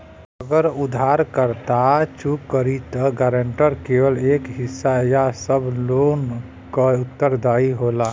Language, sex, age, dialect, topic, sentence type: Bhojpuri, male, 36-40, Western, banking, statement